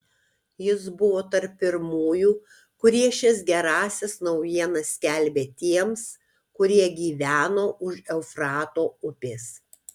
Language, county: Lithuanian, Kaunas